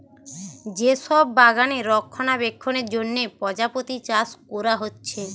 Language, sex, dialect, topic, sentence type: Bengali, female, Western, agriculture, statement